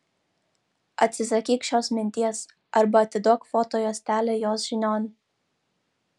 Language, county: Lithuanian, Vilnius